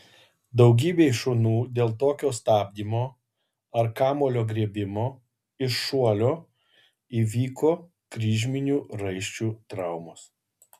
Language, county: Lithuanian, Kaunas